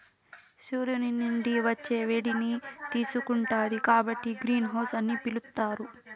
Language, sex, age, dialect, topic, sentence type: Telugu, female, 18-24, Southern, agriculture, statement